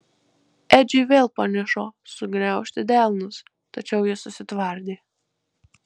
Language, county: Lithuanian, Marijampolė